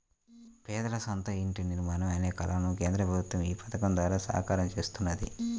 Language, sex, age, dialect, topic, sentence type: Telugu, male, 25-30, Central/Coastal, banking, statement